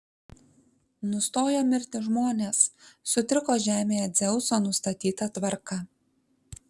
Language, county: Lithuanian, Kaunas